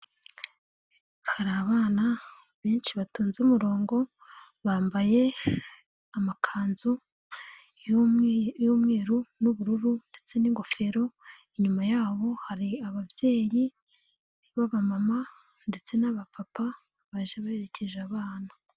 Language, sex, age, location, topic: Kinyarwanda, female, 18-24, Nyagatare, education